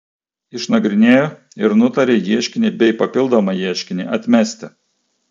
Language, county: Lithuanian, Klaipėda